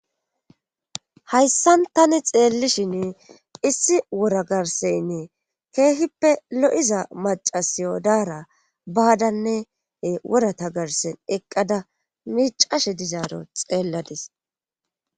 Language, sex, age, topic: Gamo, female, 18-24, government